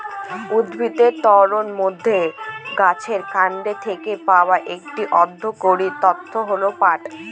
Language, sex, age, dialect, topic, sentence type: Bengali, female, 18-24, Northern/Varendri, agriculture, statement